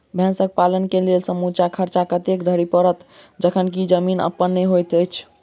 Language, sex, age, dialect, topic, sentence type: Maithili, male, 51-55, Southern/Standard, agriculture, question